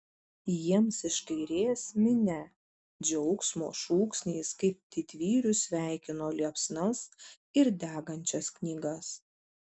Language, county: Lithuanian, Šiauliai